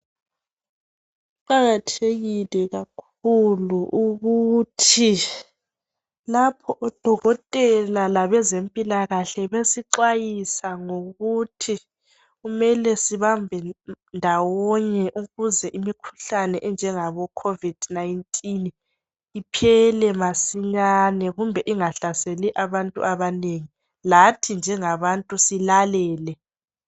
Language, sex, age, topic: North Ndebele, female, 18-24, health